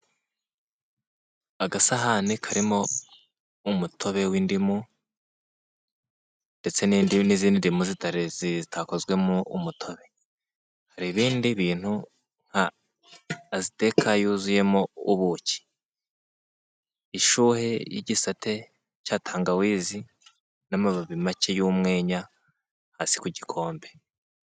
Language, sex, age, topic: Kinyarwanda, male, 18-24, health